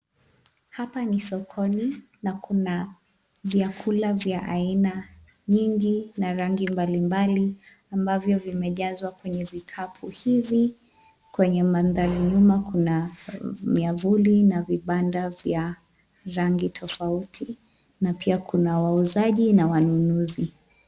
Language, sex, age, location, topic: Swahili, female, 25-35, Nairobi, finance